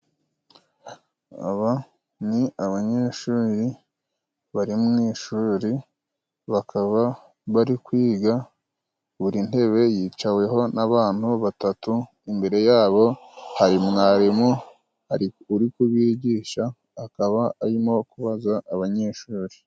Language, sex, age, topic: Kinyarwanda, male, 25-35, education